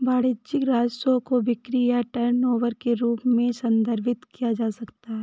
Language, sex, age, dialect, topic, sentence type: Hindi, female, 18-24, Awadhi Bundeli, banking, statement